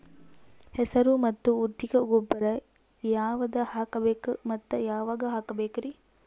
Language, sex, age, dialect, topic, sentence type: Kannada, female, 18-24, Northeastern, agriculture, question